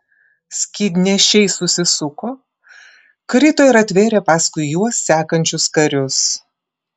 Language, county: Lithuanian, Klaipėda